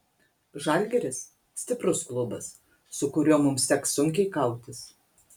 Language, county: Lithuanian, Kaunas